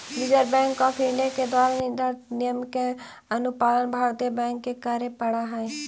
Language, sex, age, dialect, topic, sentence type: Magahi, female, 18-24, Central/Standard, banking, statement